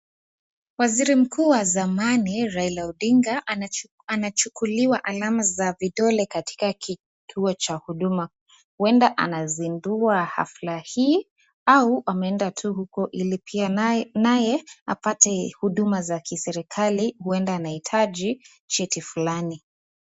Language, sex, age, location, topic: Swahili, female, 18-24, Nakuru, government